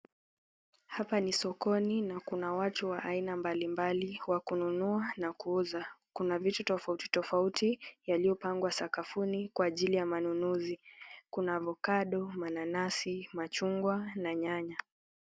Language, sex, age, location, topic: Swahili, female, 18-24, Nakuru, finance